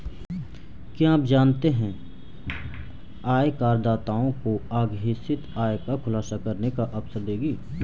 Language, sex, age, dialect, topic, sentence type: Hindi, male, 18-24, Marwari Dhudhari, banking, statement